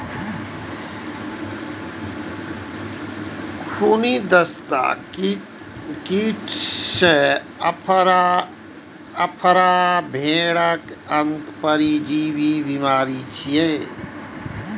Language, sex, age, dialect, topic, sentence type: Maithili, male, 41-45, Eastern / Thethi, agriculture, statement